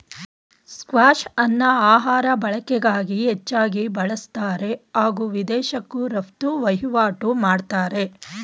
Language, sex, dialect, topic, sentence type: Kannada, female, Mysore Kannada, agriculture, statement